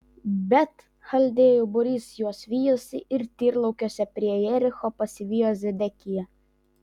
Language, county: Lithuanian, Vilnius